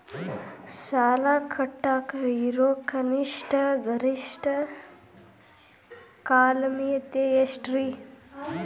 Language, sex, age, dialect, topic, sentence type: Kannada, male, 18-24, Dharwad Kannada, banking, question